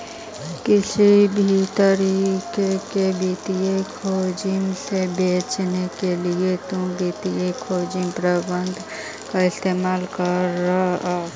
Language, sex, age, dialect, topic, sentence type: Magahi, female, 25-30, Central/Standard, banking, statement